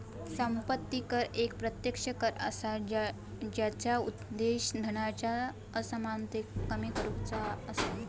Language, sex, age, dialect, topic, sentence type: Marathi, female, 18-24, Southern Konkan, banking, statement